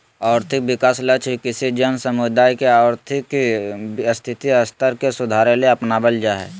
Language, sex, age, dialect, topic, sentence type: Magahi, male, 36-40, Southern, banking, statement